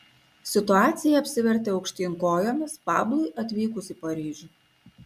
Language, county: Lithuanian, Kaunas